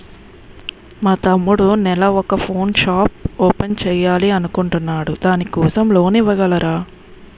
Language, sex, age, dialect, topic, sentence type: Telugu, female, 25-30, Utterandhra, banking, question